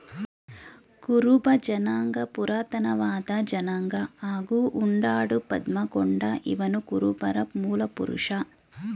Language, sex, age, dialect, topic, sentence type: Kannada, female, 25-30, Mysore Kannada, agriculture, statement